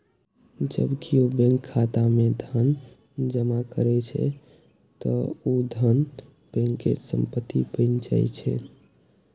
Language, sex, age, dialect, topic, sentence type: Maithili, male, 18-24, Eastern / Thethi, banking, statement